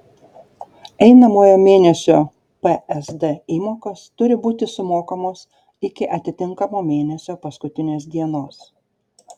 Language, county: Lithuanian, Šiauliai